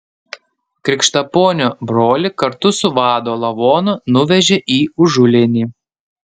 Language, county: Lithuanian, Panevėžys